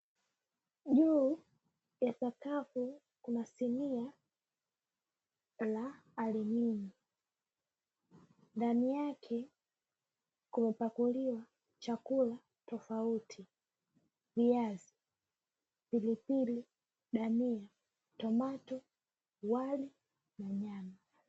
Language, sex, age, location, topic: Swahili, female, 36-49, Mombasa, agriculture